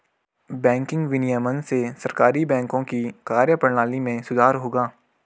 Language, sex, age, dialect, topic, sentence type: Hindi, male, 18-24, Garhwali, banking, statement